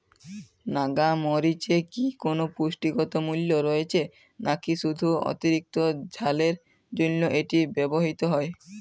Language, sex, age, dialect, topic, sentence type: Bengali, male, 18-24, Jharkhandi, agriculture, question